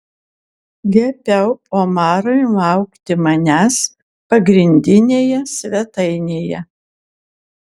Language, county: Lithuanian, Kaunas